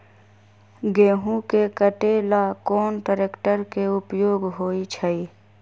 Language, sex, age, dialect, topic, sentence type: Magahi, female, 31-35, Western, agriculture, question